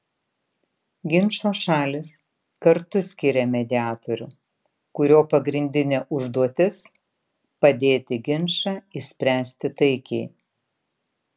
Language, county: Lithuanian, Vilnius